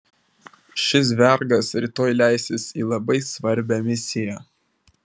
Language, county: Lithuanian, Vilnius